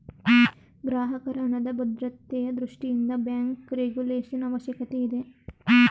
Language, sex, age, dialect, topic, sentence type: Kannada, female, 36-40, Mysore Kannada, banking, statement